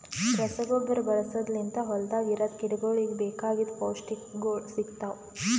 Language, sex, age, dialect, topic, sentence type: Kannada, female, 18-24, Northeastern, agriculture, statement